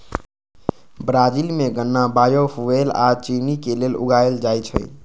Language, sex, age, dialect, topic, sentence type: Magahi, male, 56-60, Western, agriculture, statement